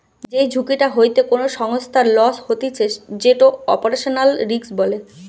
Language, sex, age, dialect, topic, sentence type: Bengali, female, 25-30, Western, banking, statement